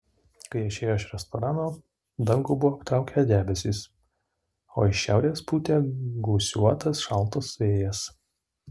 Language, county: Lithuanian, Utena